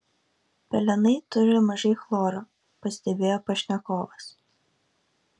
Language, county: Lithuanian, Kaunas